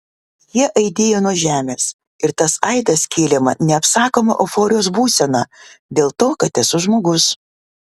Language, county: Lithuanian, Vilnius